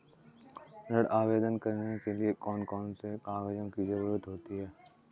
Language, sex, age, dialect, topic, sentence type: Hindi, male, 18-24, Kanauji Braj Bhasha, banking, question